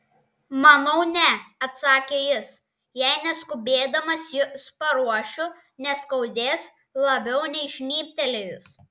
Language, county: Lithuanian, Klaipėda